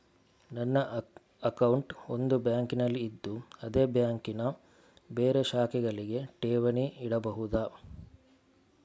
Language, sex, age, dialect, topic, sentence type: Kannada, male, 41-45, Coastal/Dakshin, banking, question